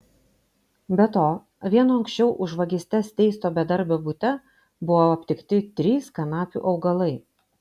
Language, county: Lithuanian, Vilnius